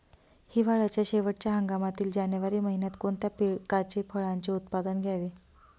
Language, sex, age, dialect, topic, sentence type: Marathi, female, 25-30, Northern Konkan, agriculture, question